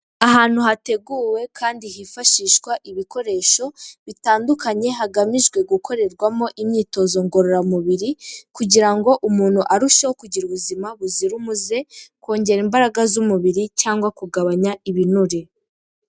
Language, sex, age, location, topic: Kinyarwanda, female, 18-24, Kigali, health